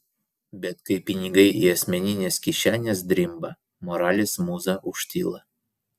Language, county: Lithuanian, Vilnius